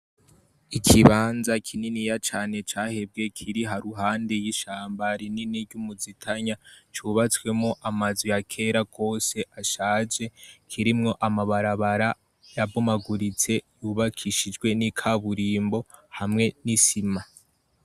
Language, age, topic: Rundi, 18-24, education